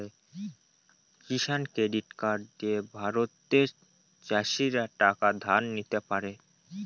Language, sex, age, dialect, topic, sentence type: Bengali, male, 18-24, Northern/Varendri, agriculture, statement